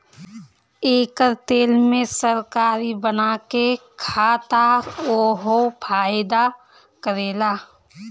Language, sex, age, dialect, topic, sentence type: Bhojpuri, female, 31-35, Northern, agriculture, statement